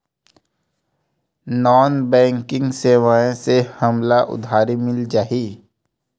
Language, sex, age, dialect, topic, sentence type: Chhattisgarhi, male, 25-30, Western/Budati/Khatahi, banking, question